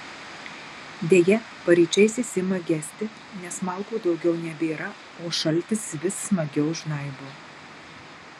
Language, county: Lithuanian, Marijampolė